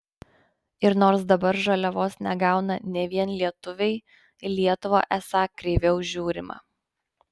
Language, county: Lithuanian, Panevėžys